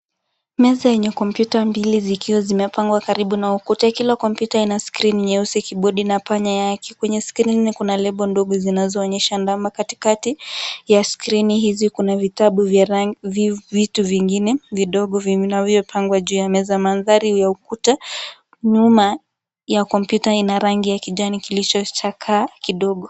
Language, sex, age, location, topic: Swahili, female, 18-24, Kisumu, education